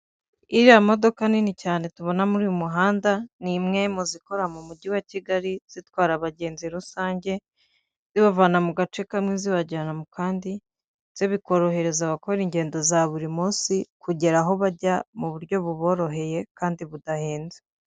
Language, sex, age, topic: Kinyarwanda, female, 50+, government